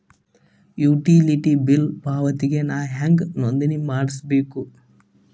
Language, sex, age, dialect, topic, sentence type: Kannada, male, 18-24, Dharwad Kannada, banking, question